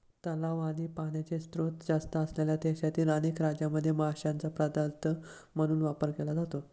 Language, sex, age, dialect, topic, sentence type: Marathi, male, 18-24, Standard Marathi, agriculture, statement